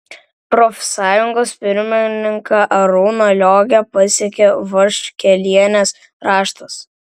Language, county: Lithuanian, Vilnius